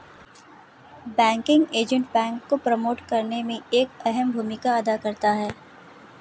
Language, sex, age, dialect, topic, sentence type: Hindi, female, 56-60, Marwari Dhudhari, banking, statement